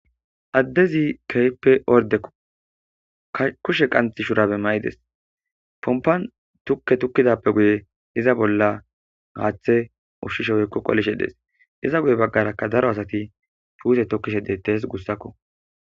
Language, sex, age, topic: Gamo, male, 18-24, agriculture